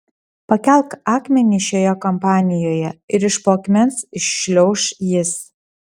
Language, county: Lithuanian, Panevėžys